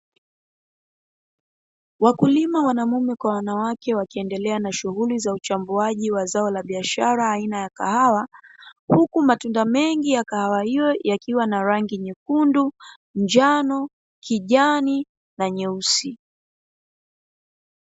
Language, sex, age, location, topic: Swahili, female, 25-35, Dar es Salaam, agriculture